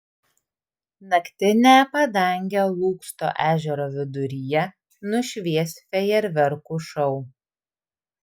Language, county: Lithuanian, Vilnius